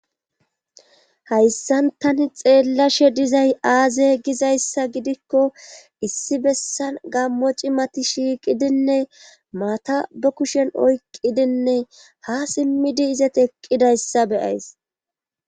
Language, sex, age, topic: Gamo, female, 25-35, government